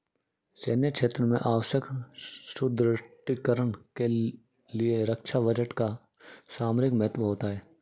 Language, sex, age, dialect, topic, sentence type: Hindi, male, 31-35, Marwari Dhudhari, banking, statement